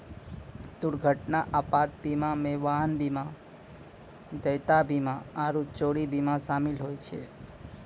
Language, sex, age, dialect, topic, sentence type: Maithili, male, 25-30, Angika, banking, statement